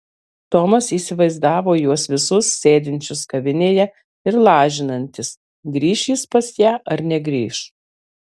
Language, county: Lithuanian, Marijampolė